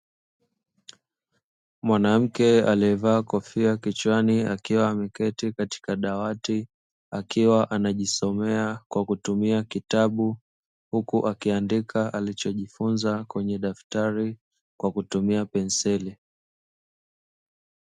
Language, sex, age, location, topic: Swahili, male, 25-35, Dar es Salaam, education